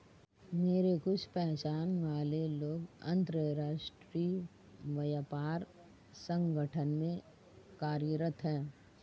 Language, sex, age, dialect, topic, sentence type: Hindi, female, 36-40, Marwari Dhudhari, banking, statement